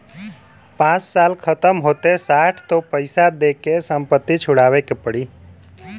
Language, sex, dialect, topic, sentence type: Bhojpuri, male, Western, banking, statement